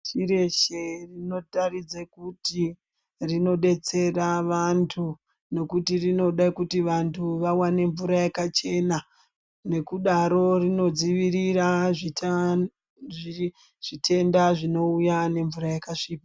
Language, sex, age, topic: Ndau, male, 36-49, health